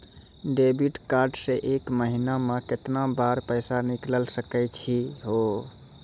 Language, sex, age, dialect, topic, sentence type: Maithili, male, 25-30, Angika, banking, question